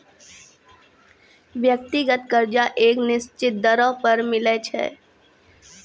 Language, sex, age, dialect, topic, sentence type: Maithili, female, 36-40, Angika, banking, statement